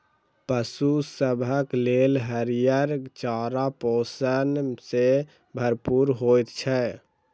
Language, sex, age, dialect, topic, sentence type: Maithili, male, 60-100, Southern/Standard, agriculture, statement